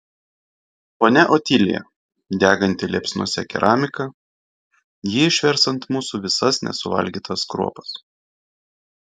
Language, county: Lithuanian, Vilnius